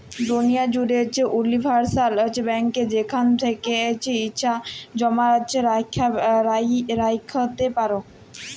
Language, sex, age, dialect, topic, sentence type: Bengali, female, 18-24, Jharkhandi, banking, statement